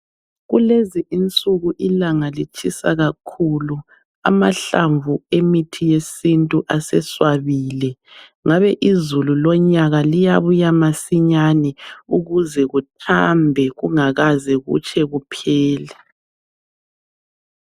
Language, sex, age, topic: North Ndebele, female, 25-35, health